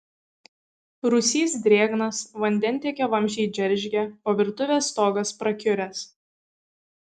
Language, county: Lithuanian, Kaunas